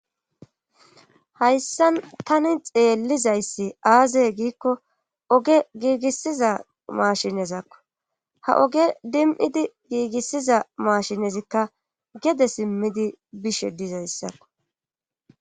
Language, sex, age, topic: Gamo, female, 36-49, government